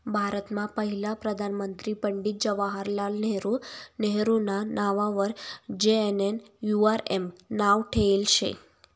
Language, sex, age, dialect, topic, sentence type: Marathi, female, 18-24, Northern Konkan, banking, statement